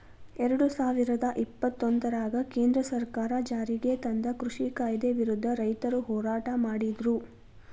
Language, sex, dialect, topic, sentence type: Kannada, female, Dharwad Kannada, agriculture, statement